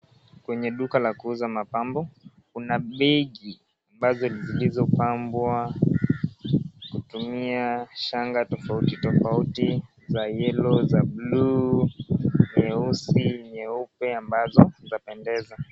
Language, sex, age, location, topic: Swahili, male, 18-24, Kisii, finance